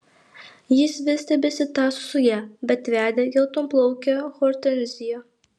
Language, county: Lithuanian, Alytus